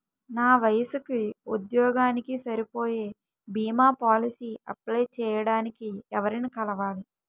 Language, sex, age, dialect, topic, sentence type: Telugu, female, 25-30, Utterandhra, banking, question